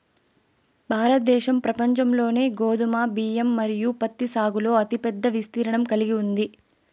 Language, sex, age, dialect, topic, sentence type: Telugu, female, 18-24, Southern, agriculture, statement